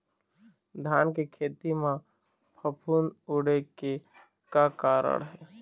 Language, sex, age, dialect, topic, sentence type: Chhattisgarhi, male, 25-30, Eastern, agriculture, question